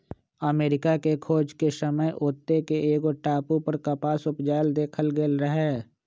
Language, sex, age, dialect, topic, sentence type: Magahi, male, 25-30, Western, agriculture, statement